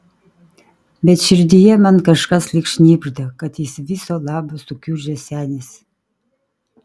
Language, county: Lithuanian, Kaunas